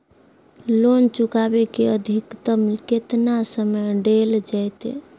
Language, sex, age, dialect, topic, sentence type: Magahi, female, 51-55, Southern, banking, question